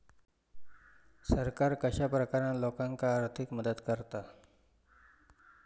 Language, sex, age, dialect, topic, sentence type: Marathi, male, 46-50, Southern Konkan, agriculture, question